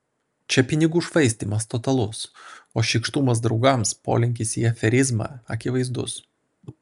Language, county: Lithuanian, Vilnius